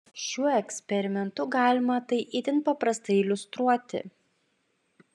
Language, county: Lithuanian, Klaipėda